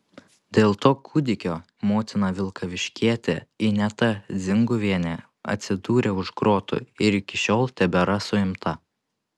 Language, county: Lithuanian, Panevėžys